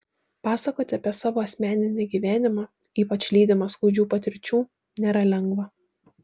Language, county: Lithuanian, Šiauliai